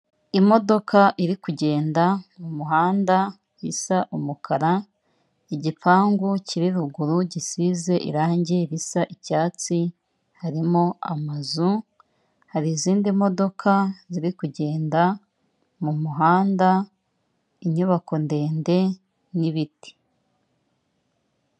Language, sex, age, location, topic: Kinyarwanda, female, 25-35, Kigali, government